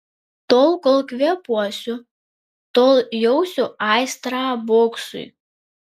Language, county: Lithuanian, Vilnius